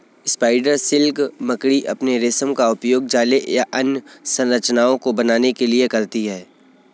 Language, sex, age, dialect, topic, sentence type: Hindi, male, 25-30, Kanauji Braj Bhasha, agriculture, statement